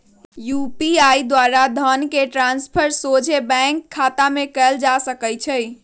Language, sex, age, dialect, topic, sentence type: Magahi, female, 36-40, Western, banking, statement